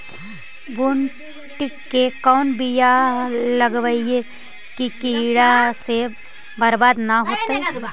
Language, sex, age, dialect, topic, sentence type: Magahi, female, 51-55, Central/Standard, agriculture, question